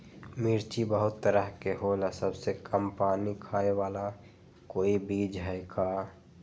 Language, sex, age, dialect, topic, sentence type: Magahi, male, 18-24, Western, agriculture, question